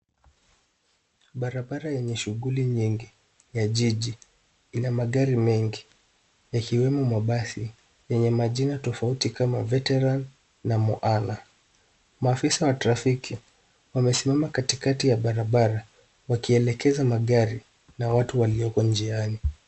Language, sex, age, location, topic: Swahili, male, 18-24, Nairobi, government